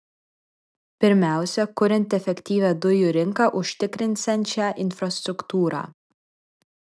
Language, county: Lithuanian, Vilnius